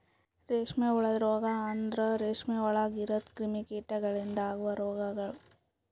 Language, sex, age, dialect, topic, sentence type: Kannada, female, 41-45, Northeastern, agriculture, statement